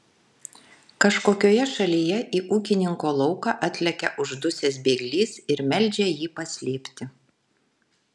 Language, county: Lithuanian, Kaunas